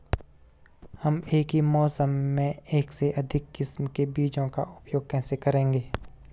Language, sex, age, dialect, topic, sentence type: Hindi, male, 18-24, Garhwali, agriculture, question